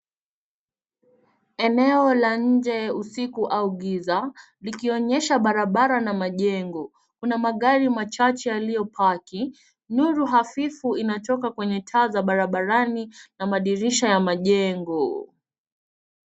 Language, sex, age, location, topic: Swahili, female, 18-24, Nairobi, health